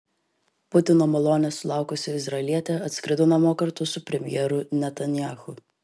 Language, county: Lithuanian, Vilnius